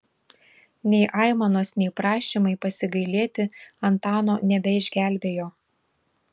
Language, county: Lithuanian, Šiauliai